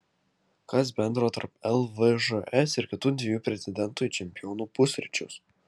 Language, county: Lithuanian, Kaunas